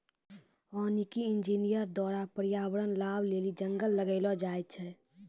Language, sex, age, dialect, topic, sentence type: Maithili, female, 18-24, Angika, agriculture, statement